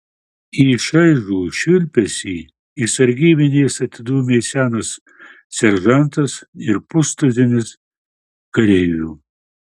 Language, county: Lithuanian, Marijampolė